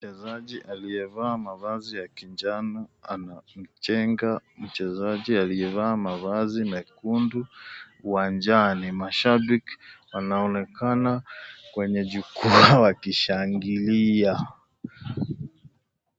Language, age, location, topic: Swahili, 36-49, Nakuru, government